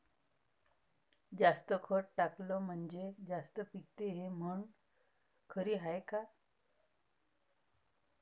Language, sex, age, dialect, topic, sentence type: Marathi, female, 31-35, Varhadi, agriculture, question